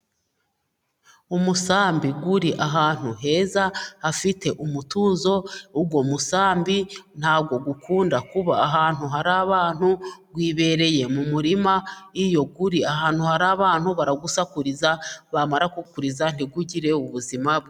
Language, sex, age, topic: Kinyarwanda, female, 36-49, agriculture